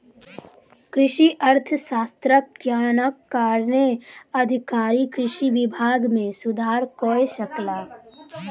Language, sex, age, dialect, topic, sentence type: Maithili, female, 18-24, Southern/Standard, banking, statement